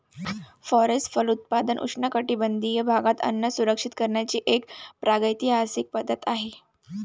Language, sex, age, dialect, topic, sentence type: Marathi, female, 18-24, Varhadi, agriculture, statement